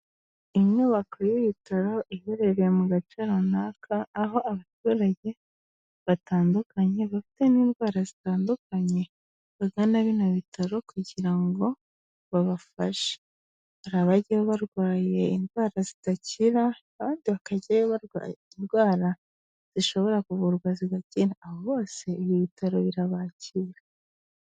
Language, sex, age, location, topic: Kinyarwanda, female, 18-24, Kigali, health